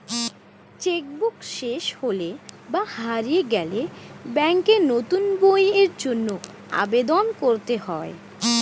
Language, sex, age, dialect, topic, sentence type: Bengali, female, 25-30, Standard Colloquial, banking, statement